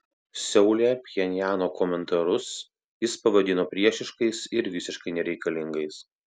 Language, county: Lithuanian, Klaipėda